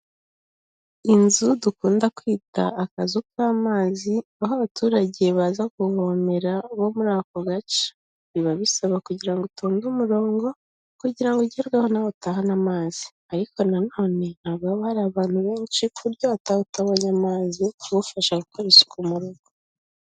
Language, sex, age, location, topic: Kinyarwanda, female, 18-24, Kigali, health